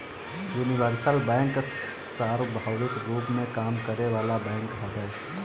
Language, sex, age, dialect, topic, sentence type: Bhojpuri, male, 25-30, Northern, banking, statement